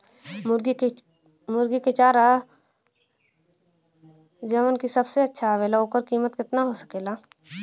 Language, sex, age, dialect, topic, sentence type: Bhojpuri, female, 25-30, Western, agriculture, question